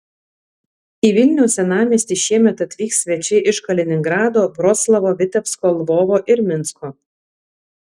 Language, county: Lithuanian, Alytus